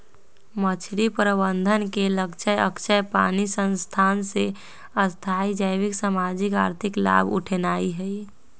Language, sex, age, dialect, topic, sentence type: Magahi, female, 60-100, Western, agriculture, statement